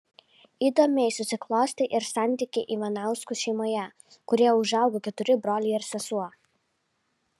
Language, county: Lithuanian, Vilnius